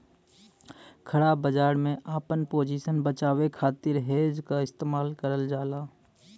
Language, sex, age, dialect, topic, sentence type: Bhojpuri, male, 18-24, Western, banking, statement